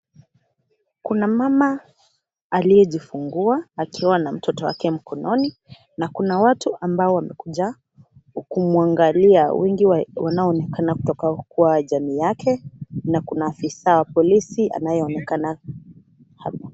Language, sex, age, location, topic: Swahili, female, 18-24, Kisii, health